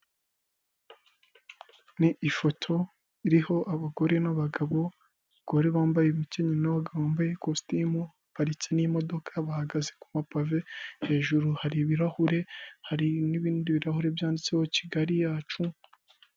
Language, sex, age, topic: Kinyarwanda, male, 25-35, government